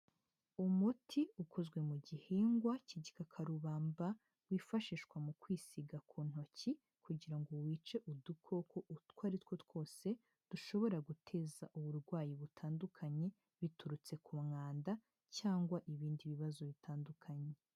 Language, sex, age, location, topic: Kinyarwanda, female, 18-24, Huye, health